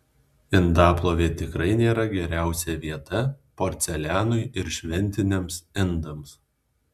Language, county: Lithuanian, Alytus